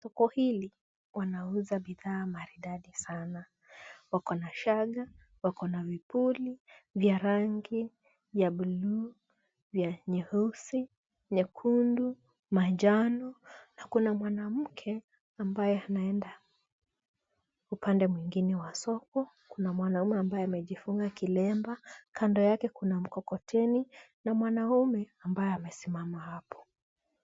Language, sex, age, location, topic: Swahili, female, 25-35, Nairobi, finance